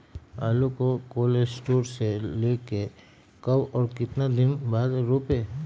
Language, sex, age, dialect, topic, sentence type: Magahi, male, 36-40, Western, agriculture, question